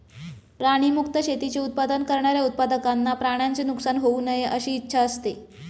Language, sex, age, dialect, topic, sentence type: Marathi, female, 25-30, Standard Marathi, agriculture, statement